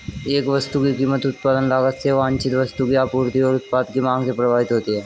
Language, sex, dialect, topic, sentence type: Hindi, male, Hindustani Malvi Khadi Boli, banking, statement